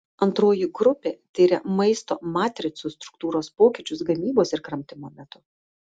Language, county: Lithuanian, Vilnius